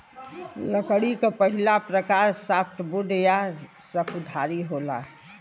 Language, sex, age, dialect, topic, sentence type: Bhojpuri, female, 60-100, Western, agriculture, statement